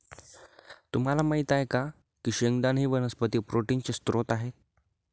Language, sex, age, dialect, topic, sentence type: Marathi, male, 18-24, Northern Konkan, agriculture, statement